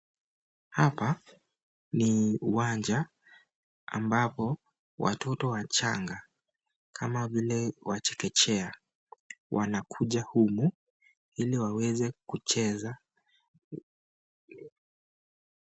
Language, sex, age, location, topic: Swahili, male, 25-35, Nakuru, education